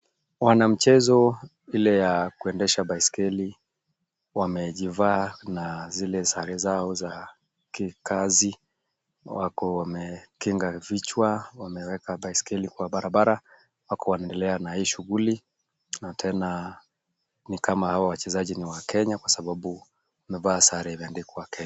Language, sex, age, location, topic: Swahili, male, 36-49, Kisumu, education